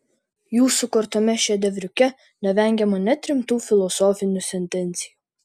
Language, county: Lithuanian, Vilnius